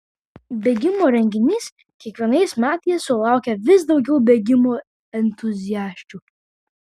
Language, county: Lithuanian, Vilnius